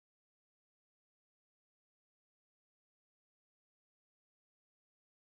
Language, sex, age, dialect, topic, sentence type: Maithili, male, 25-30, Eastern / Thethi, banking, statement